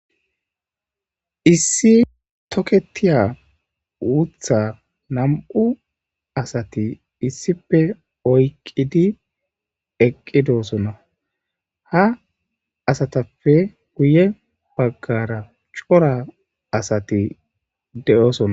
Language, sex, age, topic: Gamo, female, 25-35, agriculture